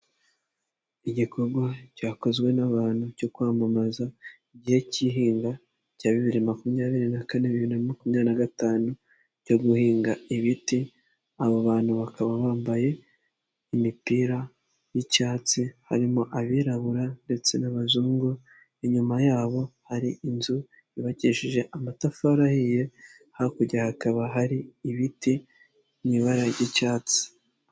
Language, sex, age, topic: Kinyarwanda, male, 18-24, government